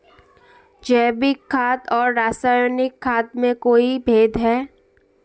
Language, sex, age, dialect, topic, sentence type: Hindi, female, 18-24, Marwari Dhudhari, agriculture, question